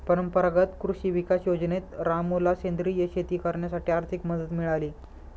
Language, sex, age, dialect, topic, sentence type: Marathi, male, 25-30, Northern Konkan, agriculture, statement